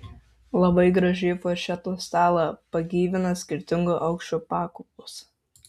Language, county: Lithuanian, Marijampolė